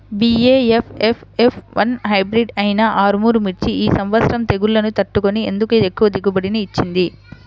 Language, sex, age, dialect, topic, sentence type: Telugu, female, 60-100, Central/Coastal, agriculture, question